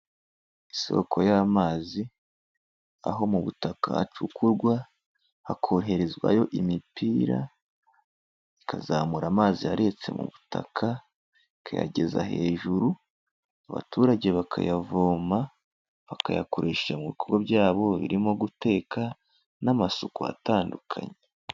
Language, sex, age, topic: Kinyarwanda, male, 18-24, health